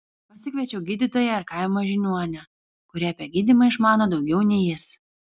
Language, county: Lithuanian, Kaunas